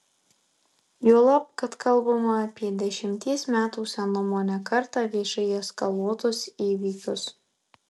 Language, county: Lithuanian, Alytus